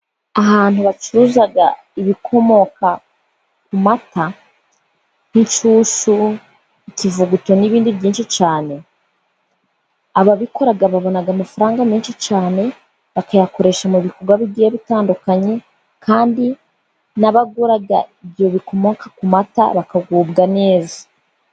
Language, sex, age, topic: Kinyarwanda, female, 18-24, finance